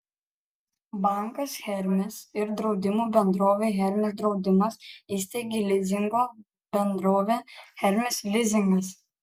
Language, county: Lithuanian, Kaunas